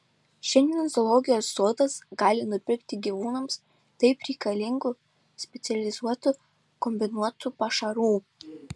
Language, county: Lithuanian, Šiauliai